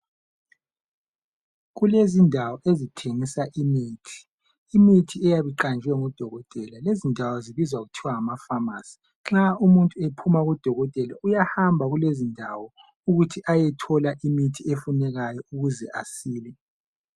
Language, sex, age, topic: North Ndebele, male, 25-35, health